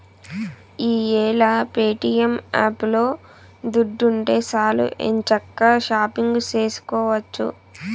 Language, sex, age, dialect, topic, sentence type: Telugu, female, 25-30, Southern, banking, statement